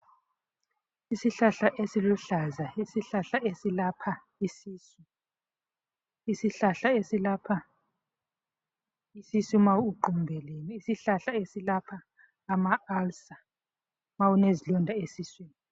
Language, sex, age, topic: North Ndebele, female, 36-49, health